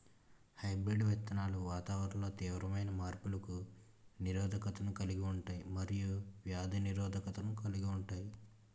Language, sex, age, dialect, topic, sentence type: Telugu, male, 18-24, Utterandhra, agriculture, statement